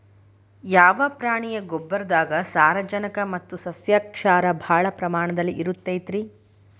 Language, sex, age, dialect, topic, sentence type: Kannada, female, 25-30, Dharwad Kannada, agriculture, question